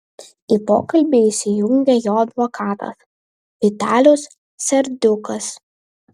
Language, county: Lithuanian, Vilnius